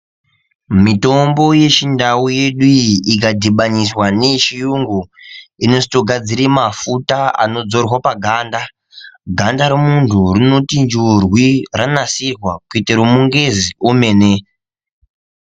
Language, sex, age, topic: Ndau, male, 18-24, health